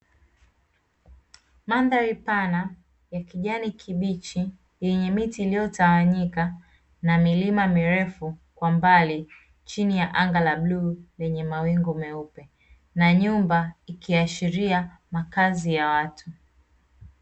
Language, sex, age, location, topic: Swahili, female, 25-35, Dar es Salaam, agriculture